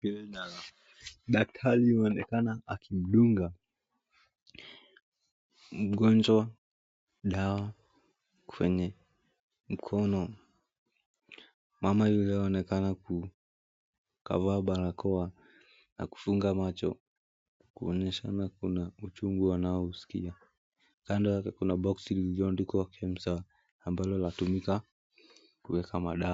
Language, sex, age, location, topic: Swahili, male, 18-24, Mombasa, health